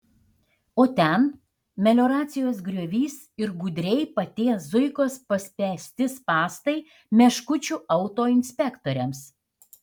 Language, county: Lithuanian, Šiauliai